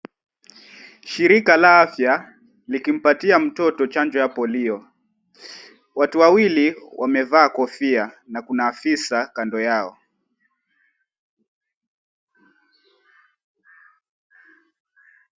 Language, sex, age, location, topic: Swahili, male, 18-24, Mombasa, health